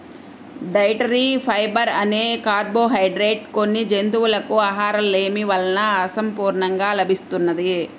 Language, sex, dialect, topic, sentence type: Telugu, female, Central/Coastal, agriculture, statement